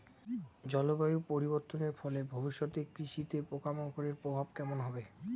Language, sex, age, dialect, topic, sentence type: Bengali, male, <18, Rajbangshi, agriculture, question